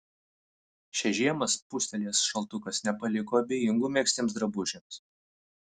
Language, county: Lithuanian, Vilnius